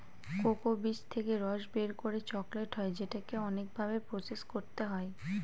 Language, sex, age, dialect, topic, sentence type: Bengali, female, 18-24, Northern/Varendri, agriculture, statement